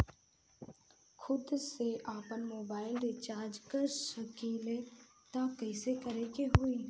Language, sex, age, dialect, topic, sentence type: Bhojpuri, female, 31-35, Southern / Standard, banking, question